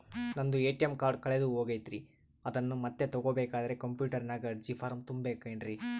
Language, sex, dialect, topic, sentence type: Kannada, male, Central, banking, question